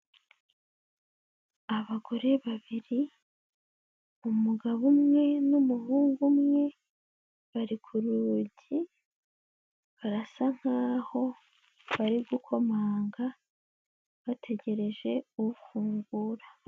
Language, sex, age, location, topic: Kinyarwanda, female, 18-24, Huye, education